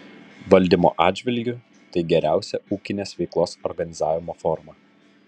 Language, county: Lithuanian, Kaunas